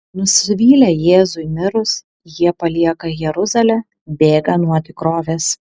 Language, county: Lithuanian, Vilnius